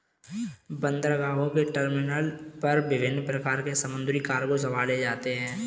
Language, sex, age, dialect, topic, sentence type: Hindi, male, 18-24, Kanauji Braj Bhasha, banking, statement